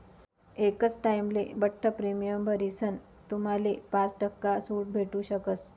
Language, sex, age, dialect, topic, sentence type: Marathi, female, 25-30, Northern Konkan, banking, statement